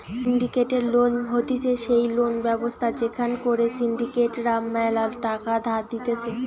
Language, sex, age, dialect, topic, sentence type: Bengali, female, 18-24, Western, banking, statement